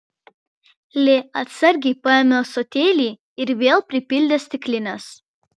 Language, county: Lithuanian, Vilnius